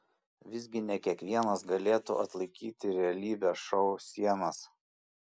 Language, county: Lithuanian, Šiauliai